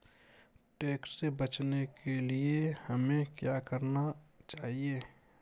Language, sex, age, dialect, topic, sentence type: Hindi, male, 60-100, Kanauji Braj Bhasha, banking, question